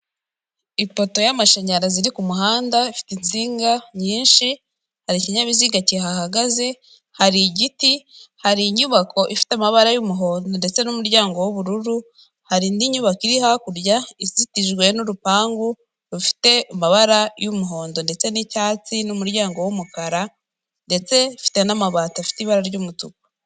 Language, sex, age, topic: Kinyarwanda, female, 18-24, government